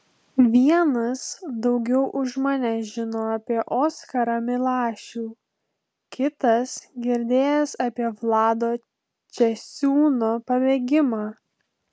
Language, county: Lithuanian, Telšiai